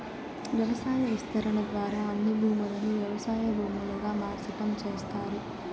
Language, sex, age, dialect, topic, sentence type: Telugu, male, 18-24, Southern, agriculture, statement